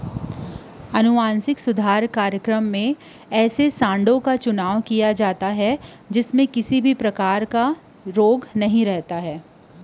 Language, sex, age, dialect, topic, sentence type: Chhattisgarhi, female, 25-30, Western/Budati/Khatahi, agriculture, statement